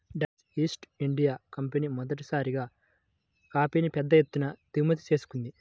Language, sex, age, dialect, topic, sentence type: Telugu, male, 18-24, Central/Coastal, agriculture, statement